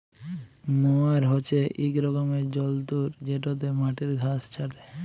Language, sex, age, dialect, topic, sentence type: Bengali, female, 41-45, Jharkhandi, agriculture, statement